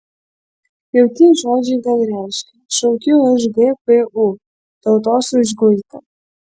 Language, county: Lithuanian, Kaunas